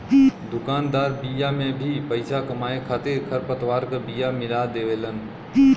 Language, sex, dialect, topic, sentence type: Bhojpuri, male, Western, agriculture, statement